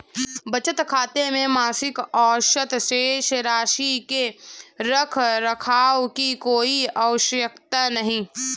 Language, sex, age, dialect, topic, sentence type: Hindi, female, 18-24, Hindustani Malvi Khadi Boli, banking, statement